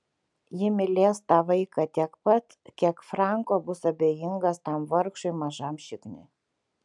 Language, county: Lithuanian, Kaunas